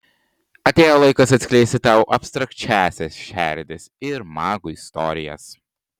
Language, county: Lithuanian, Panevėžys